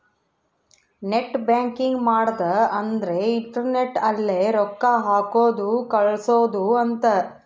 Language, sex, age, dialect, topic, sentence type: Kannada, female, 41-45, Central, banking, statement